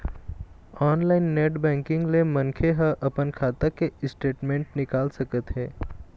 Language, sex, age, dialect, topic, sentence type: Chhattisgarhi, male, 18-24, Eastern, banking, statement